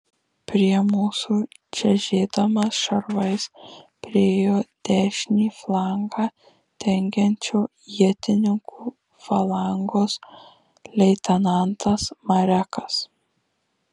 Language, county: Lithuanian, Marijampolė